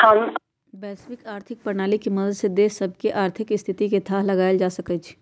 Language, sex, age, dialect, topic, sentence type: Magahi, female, 18-24, Western, banking, statement